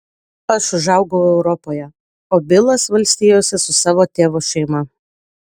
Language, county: Lithuanian, Utena